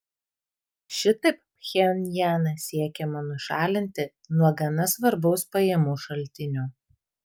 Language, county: Lithuanian, Vilnius